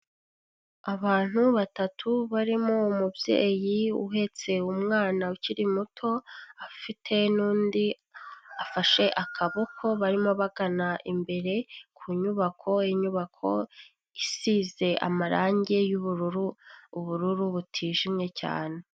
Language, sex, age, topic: Kinyarwanda, female, 18-24, health